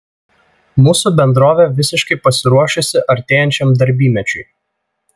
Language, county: Lithuanian, Vilnius